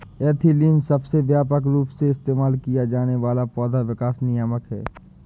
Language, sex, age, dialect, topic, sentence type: Hindi, male, 25-30, Awadhi Bundeli, agriculture, statement